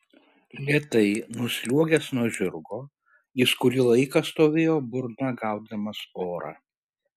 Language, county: Lithuanian, Šiauliai